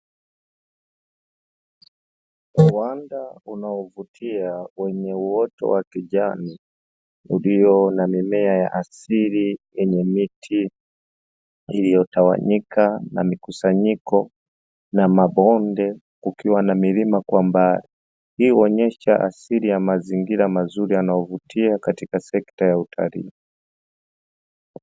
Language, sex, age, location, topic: Swahili, male, 25-35, Dar es Salaam, agriculture